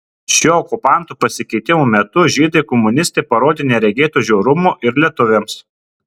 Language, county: Lithuanian, Kaunas